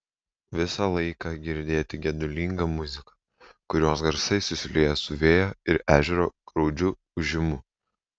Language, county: Lithuanian, Vilnius